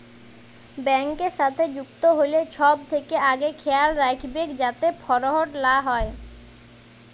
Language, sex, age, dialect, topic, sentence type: Bengali, male, 18-24, Jharkhandi, banking, statement